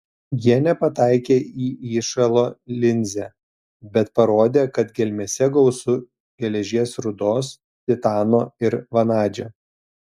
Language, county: Lithuanian, Telšiai